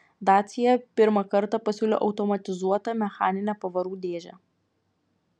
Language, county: Lithuanian, Vilnius